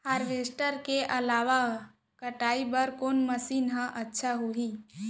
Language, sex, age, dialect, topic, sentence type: Chhattisgarhi, female, 46-50, Central, agriculture, question